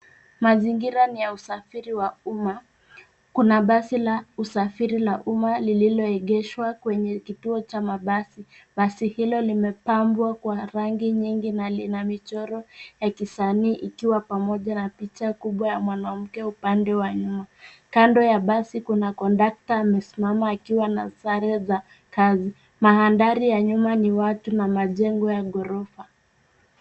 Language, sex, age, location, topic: Swahili, female, 25-35, Nairobi, government